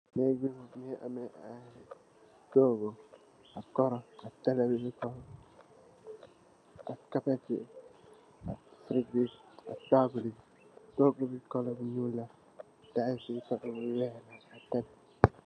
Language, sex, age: Wolof, male, 18-24